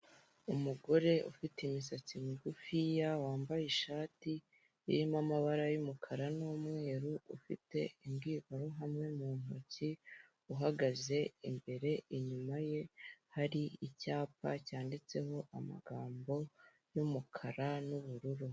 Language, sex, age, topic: Kinyarwanda, female, 18-24, government